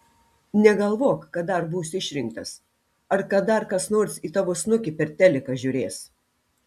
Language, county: Lithuanian, Telšiai